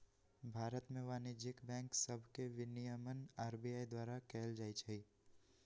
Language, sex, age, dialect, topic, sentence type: Magahi, male, 18-24, Western, banking, statement